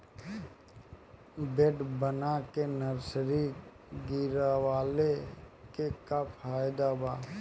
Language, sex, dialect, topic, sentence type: Bhojpuri, male, Northern, agriculture, question